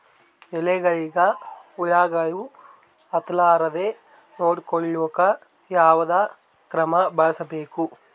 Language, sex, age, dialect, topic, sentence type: Kannada, male, 18-24, Northeastern, agriculture, question